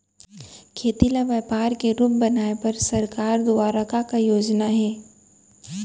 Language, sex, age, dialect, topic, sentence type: Chhattisgarhi, female, 18-24, Central, agriculture, question